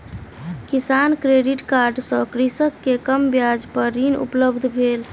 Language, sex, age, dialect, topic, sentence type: Maithili, male, 31-35, Southern/Standard, agriculture, statement